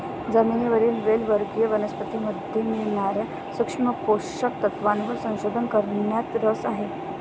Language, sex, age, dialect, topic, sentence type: Marathi, male, 18-24, Standard Marathi, agriculture, statement